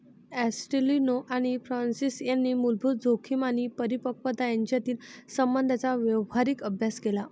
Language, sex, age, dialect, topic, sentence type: Marathi, female, 46-50, Varhadi, banking, statement